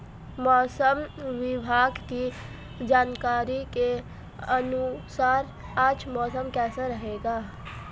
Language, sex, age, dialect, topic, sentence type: Hindi, female, 18-24, Marwari Dhudhari, agriculture, question